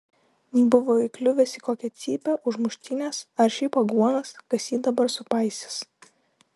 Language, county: Lithuanian, Utena